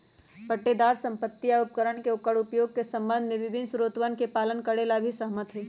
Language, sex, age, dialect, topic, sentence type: Magahi, female, 31-35, Western, banking, statement